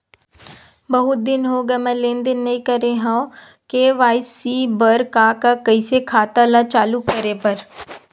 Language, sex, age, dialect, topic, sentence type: Chhattisgarhi, female, 51-55, Western/Budati/Khatahi, banking, question